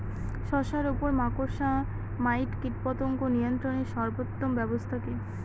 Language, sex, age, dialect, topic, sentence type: Bengali, female, 60-100, Northern/Varendri, agriculture, question